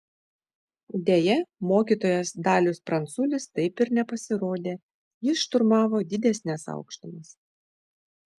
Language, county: Lithuanian, Šiauliai